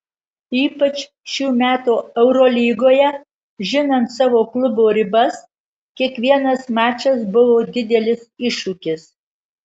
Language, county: Lithuanian, Marijampolė